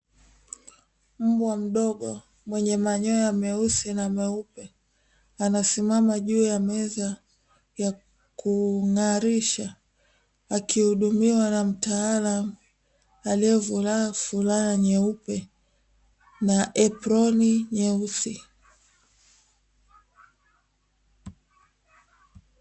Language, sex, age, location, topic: Swahili, female, 18-24, Dar es Salaam, agriculture